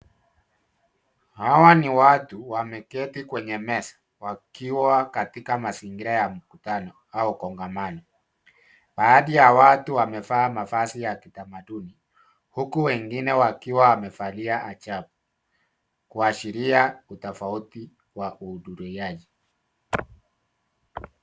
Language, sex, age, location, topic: Swahili, male, 36-49, Nairobi, health